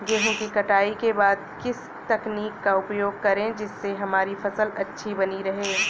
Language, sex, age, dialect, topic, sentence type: Hindi, female, 25-30, Awadhi Bundeli, agriculture, question